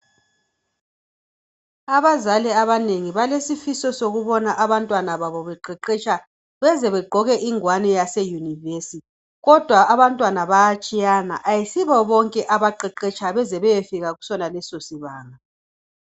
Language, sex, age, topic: North Ndebele, female, 36-49, education